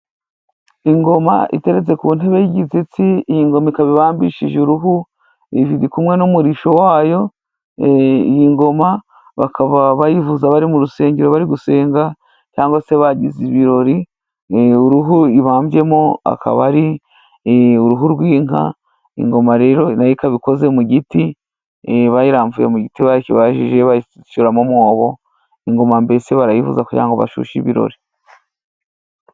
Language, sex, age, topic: Kinyarwanda, female, 36-49, government